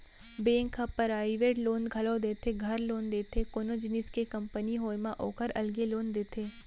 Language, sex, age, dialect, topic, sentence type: Chhattisgarhi, female, 18-24, Central, banking, statement